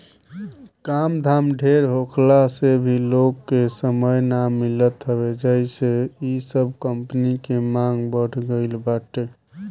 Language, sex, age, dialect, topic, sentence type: Bhojpuri, male, 18-24, Northern, agriculture, statement